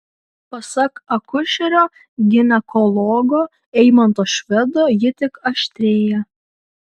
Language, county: Lithuanian, Kaunas